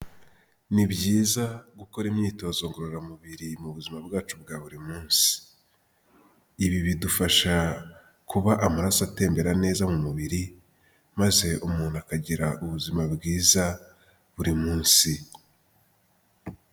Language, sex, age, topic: Kinyarwanda, male, 18-24, health